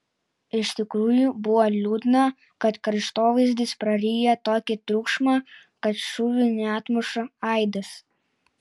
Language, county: Lithuanian, Utena